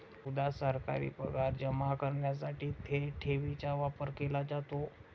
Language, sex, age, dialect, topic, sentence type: Marathi, male, 60-100, Standard Marathi, banking, statement